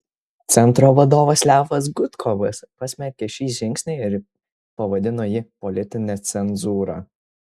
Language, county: Lithuanian, Kaunas